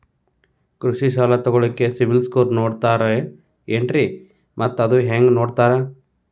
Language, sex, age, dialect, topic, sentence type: Kannada, male, 31-35, Dharwad Kannada, banking, question